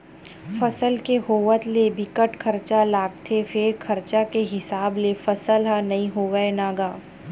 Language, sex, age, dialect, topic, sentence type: Chhattisgarhi, female, 25-30, Western/Budati/Khatahi, agriculture, statement